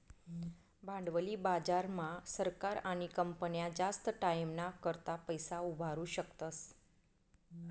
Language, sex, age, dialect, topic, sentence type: Marathi, female, 41-45, Northern Konkan, banking, statement